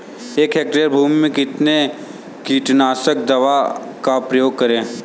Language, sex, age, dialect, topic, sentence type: Hindi, male, 18-24, Kanauji Braj Bhasha, agriculture, question